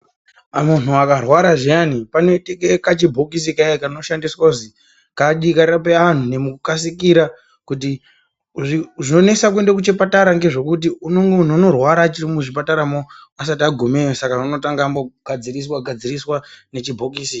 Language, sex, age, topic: Ndau, male, 18-24, health